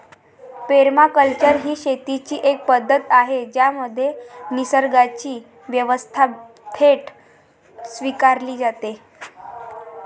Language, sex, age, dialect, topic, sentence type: Marathi, female, 18-24, Varhadi, agriculture, statement